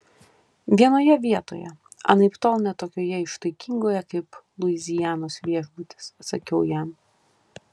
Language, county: Lithuanian, Kaunas